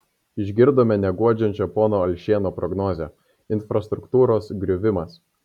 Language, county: Lithuanian, Kaunas